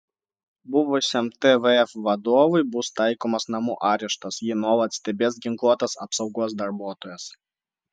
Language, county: Lithuanian, Vilnius